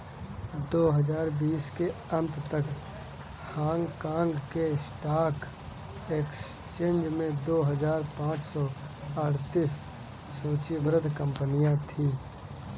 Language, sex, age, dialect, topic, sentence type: Hindi, male, 18-24, Kanauji Braj Bhasha, banking, statement